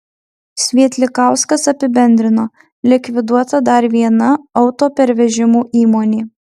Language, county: Lithuanian, Marijampolė